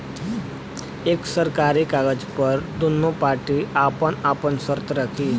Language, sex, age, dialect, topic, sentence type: Bhojpuri, male, 60-100, Western, banking, statement